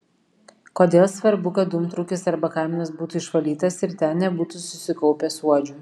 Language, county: Lithuanian, Vilnius